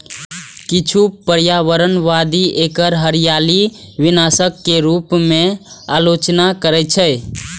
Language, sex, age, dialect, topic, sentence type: Maithili, male, 18-24, Eastern / Thethi, agriculture, statement